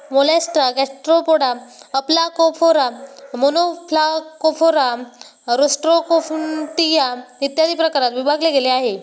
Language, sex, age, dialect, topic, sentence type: Marathi, male, 18-24, Standard Marathi, agriculture, statement